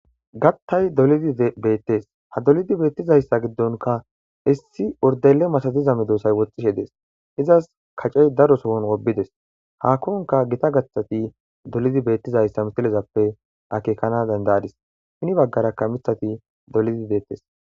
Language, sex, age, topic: Gamo, male, 25-35, agriculture